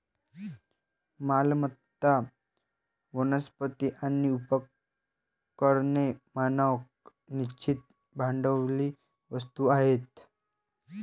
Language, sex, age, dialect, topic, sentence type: Marathi, male, 18-24, Varhadi, banking, statement